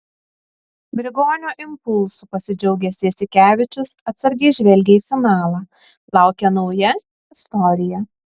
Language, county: Lithuanian, Kaunas